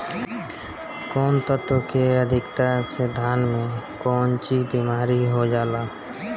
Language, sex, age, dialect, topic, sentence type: Bhojpuri, male, 25-30, Northern, agriculture, question